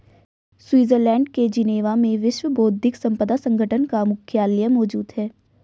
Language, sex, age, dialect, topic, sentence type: Hindi, female, 18-24, Hindustani Malvi Khadi Boli, banking, statement